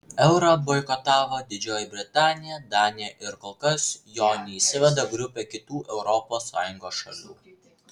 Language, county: Lithuanian, Vilnius